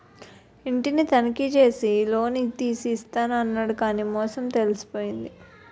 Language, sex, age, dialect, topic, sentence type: Telugu, female, 60-100, Utterandhra, banking, statement